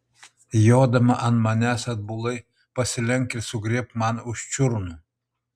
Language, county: Lithuanian, Utena